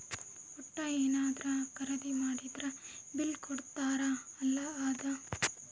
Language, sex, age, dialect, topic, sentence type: Kannada, female, 18-24, Central, banking, statement